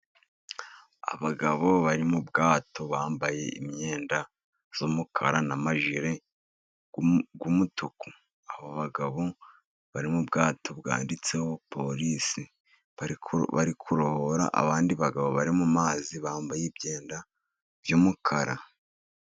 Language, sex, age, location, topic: Kinyarwanda, male, 36-49, Musanze, government